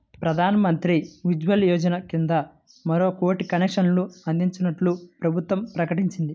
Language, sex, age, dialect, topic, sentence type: Telugu, male, 18-24, Central/Coastal, agriculture, statement